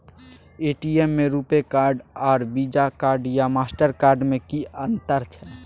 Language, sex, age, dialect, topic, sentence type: Maithili, male, 18-24, Bajjika, banking, question